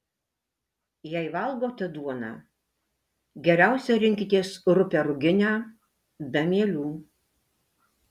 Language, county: Lithuanian, Alytus